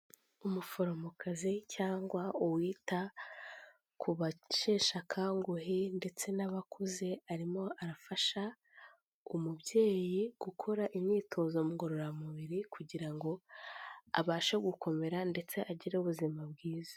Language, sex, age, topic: Kinyarwanda, female, 18-24, health